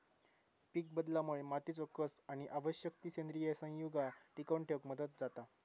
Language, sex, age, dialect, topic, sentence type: Marathi, male, 18-24, Southern Konkan, agriculture, statement